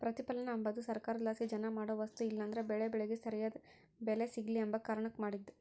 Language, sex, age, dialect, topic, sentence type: Kannada, female, 60-100, Central, banking, statement